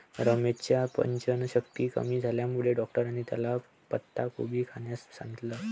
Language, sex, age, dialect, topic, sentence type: Marathi, male, 18-24, Varhadi, agriculture, statement